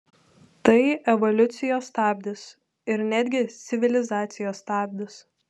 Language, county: Lithuanian, Telšiai